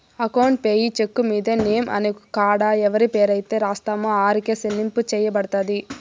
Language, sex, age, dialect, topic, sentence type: Telugu, female, 51-55, Southern, banking, statement